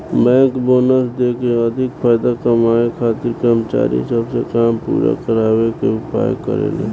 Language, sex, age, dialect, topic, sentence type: Bhojpuri, male, 18-24, Southern / Standard, banking, statement